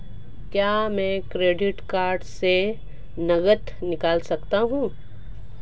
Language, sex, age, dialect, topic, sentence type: Hindi, female, 36-40, Marwari Dhudhari, banking, question